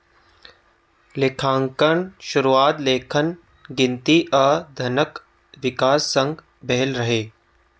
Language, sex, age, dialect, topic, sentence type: Maithili, male, 18-24, Eastern / Thethi, banking, statement